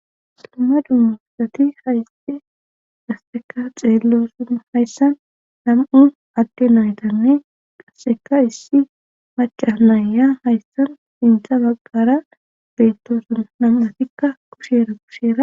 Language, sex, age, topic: Gamo, female, 18-24, government